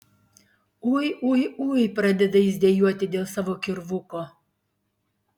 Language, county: Lithuanian, Klaipėda